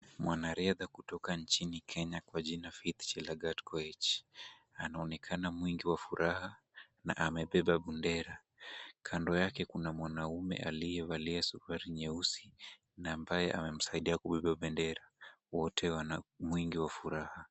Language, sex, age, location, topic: Swahili, male, 18-24, Kisumu, education